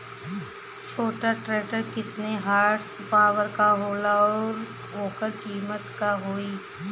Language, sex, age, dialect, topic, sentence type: Bhojpuri, female, 31-35, Western, agriculture, question